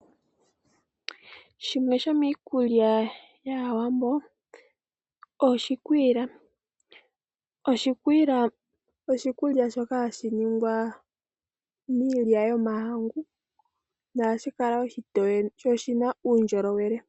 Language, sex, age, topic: Oshiwambo, female, 18-24, agriculture